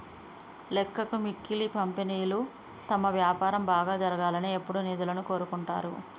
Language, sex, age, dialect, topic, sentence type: Telugu, female, 25-30, Telangana, banking, statement